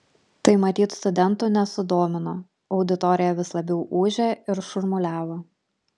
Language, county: Lithuanian, Panevėžys